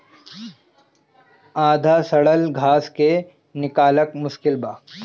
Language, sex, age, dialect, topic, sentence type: Bhojpuri, male, 25-30, Northern, agriculture, statement